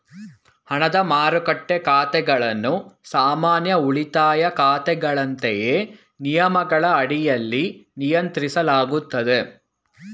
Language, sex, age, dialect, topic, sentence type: Kannada, male, 18-24, Mysore Kannada, banking, statement